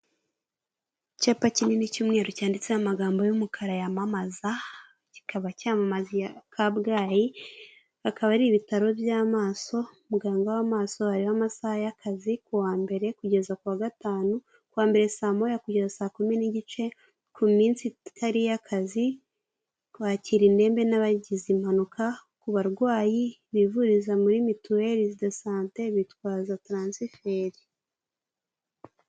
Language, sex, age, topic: Kinyarwanda, female, 18-24, government